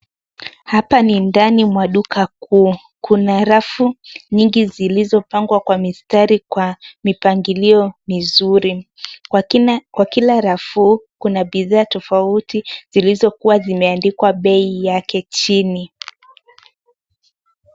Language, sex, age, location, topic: Swahili, female, 18-24, Nairobi, finance